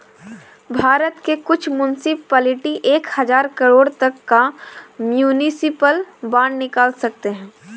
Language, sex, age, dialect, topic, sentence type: Hindi, female, 18-24, Kanauji Braj Bhasha, banking, statement